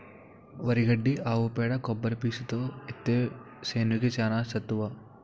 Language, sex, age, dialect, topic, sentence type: Telugu, male, 18-24, Utterandhra, agriculture, statement